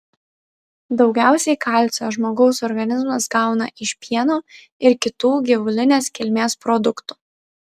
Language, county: Lithuanian, Vilnius